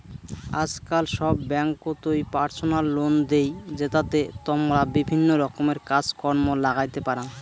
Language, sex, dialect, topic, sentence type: Bengali, male, Rajbangshi, banking, statement